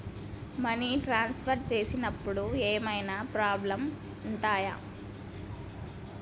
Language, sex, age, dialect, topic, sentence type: Telugu, female, 25-30, Telangana, banking, question